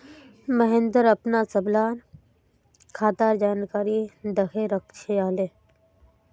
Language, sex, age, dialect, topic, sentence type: Magahi, female, 18-24, Northeastern/Surjapuri, banking, statement